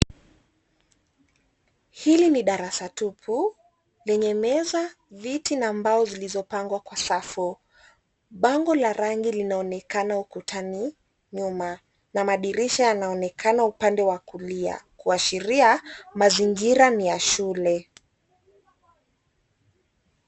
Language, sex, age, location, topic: Swahili, female, 25-35, Nairobi, education